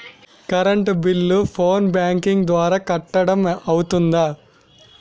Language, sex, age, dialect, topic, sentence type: Telugu, male, 18-24, Utterandhra, banking, question